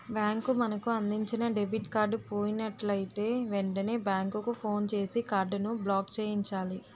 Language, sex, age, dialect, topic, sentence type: Telugu, female, 18-24, Utterandhra, banking, statement